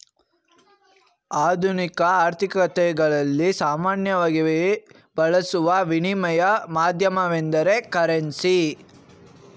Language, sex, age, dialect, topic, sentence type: Kannada, male, 18-24, Mysore Kannada, banking, statement